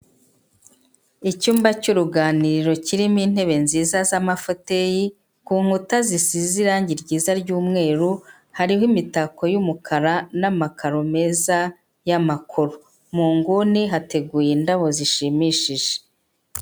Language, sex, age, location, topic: Kinyarwanda, female, 50+, Kigali, finance